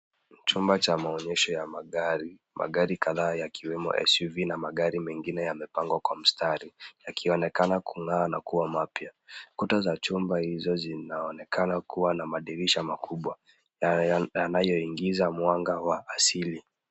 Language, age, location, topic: Swahili, 36-49, Kisumu, finance